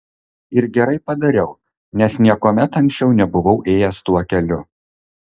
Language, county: Lithuanian, Kaunas